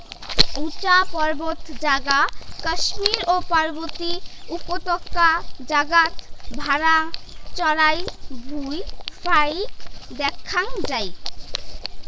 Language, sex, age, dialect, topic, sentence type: Bengali, female, 18-24, Rajbangshi, agriculture, statement